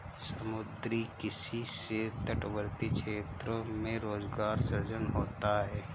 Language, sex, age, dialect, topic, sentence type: Hindi, male, 25-30, Kanauji Braj Bhasha, agriculture, statement